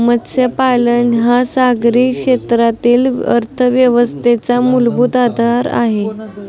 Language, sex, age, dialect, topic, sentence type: Marathi, female, 18-24, Standard Marathi, agriculture, statement